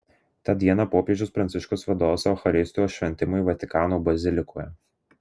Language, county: Lithuanian, Marijampolė